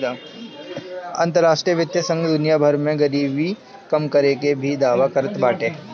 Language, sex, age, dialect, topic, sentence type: Bhojpuri, male, 25-30, Northern, banking, statement